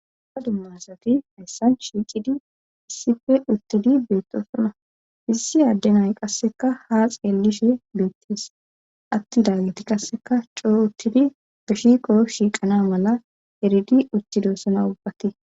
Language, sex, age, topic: Gamo, female, 25-35, government